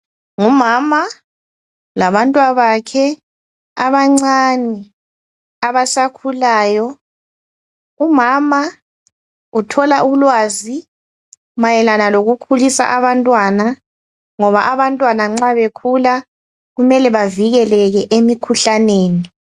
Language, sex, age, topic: North Ndebele, female, 36-49, health